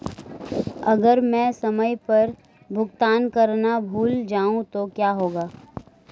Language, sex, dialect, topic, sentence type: Hindi, female, Marwari Dhudhari, banking, question